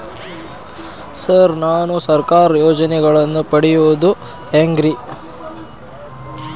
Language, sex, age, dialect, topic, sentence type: Kannada, male, 18-24, Dharwad Kannada, banking, question